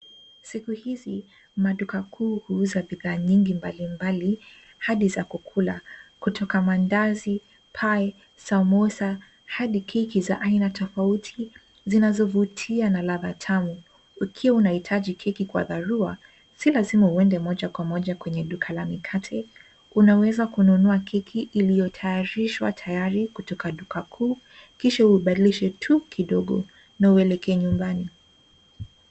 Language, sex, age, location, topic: Swahili, female, 18-24, Nairobi, finance